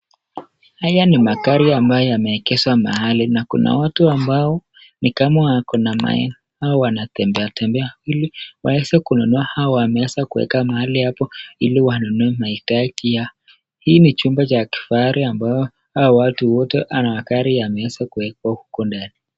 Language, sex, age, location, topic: Swahili, male, 18-24, Nakuru, finance